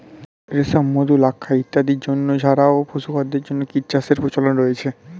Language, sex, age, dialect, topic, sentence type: Bengali, male, 18-24, Standard Colloquial, agriculture, statement